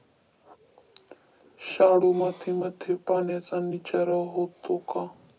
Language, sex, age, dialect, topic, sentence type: Marathi, male, 18-24, Standard Marathi, agriculture, question